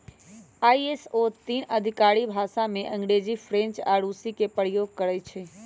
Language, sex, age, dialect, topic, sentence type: Magahi, female, 18-24, Western, banking, statement